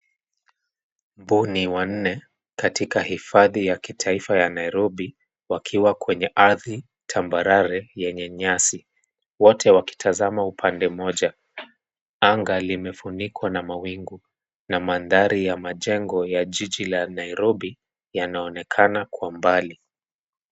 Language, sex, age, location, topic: Swahili, male, 25-35, Nairobi, government